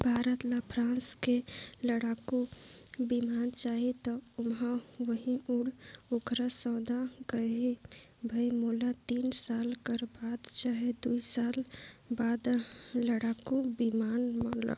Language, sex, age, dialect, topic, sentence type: Chhattisgarhi, female, 18-24, Northern/Bhandar, banking, statement